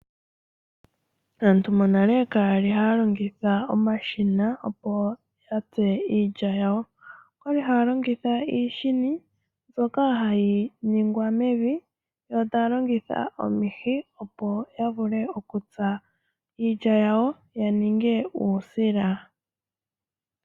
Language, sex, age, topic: Oshiwambo, female, 18-24, agriculture